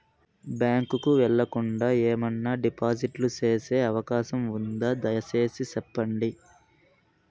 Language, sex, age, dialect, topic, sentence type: Telugu, male, 46-50, Southern, banking, question